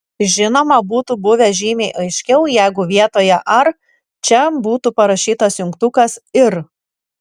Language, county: Lithuanian, Kaunas